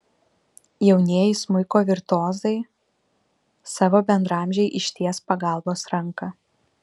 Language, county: Lithuanian, Vilnius